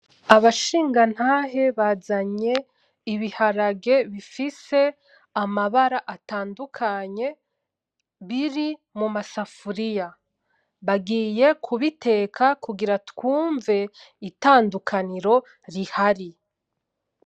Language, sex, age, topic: Rundi, female, 25-35, agriculture